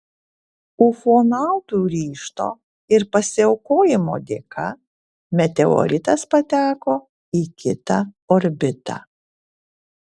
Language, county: Lithuanian, Kaunas